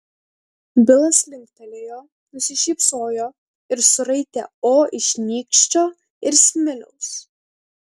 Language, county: Lithuanian, Kaunas